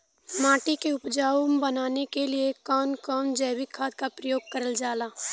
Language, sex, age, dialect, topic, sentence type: Bhojpuri, female, 18-24, Western, agriculture, question